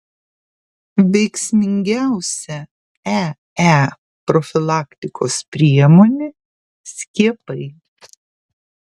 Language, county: Lithuanian, Kaunas